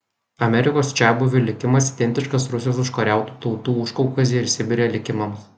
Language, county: Lithuanian, Kaunas